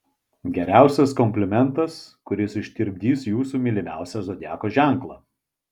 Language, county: Lithuanian, Vilnius